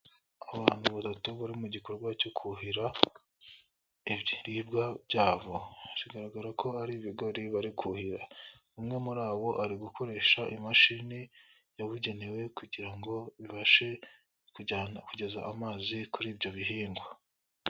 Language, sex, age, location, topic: Kinyarwanda, male, 25-35, Nyagatare, agriculture